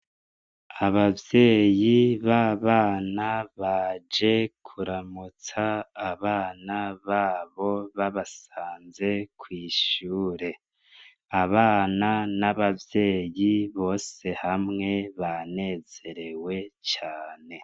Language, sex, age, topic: Rundi, male, 25-35, education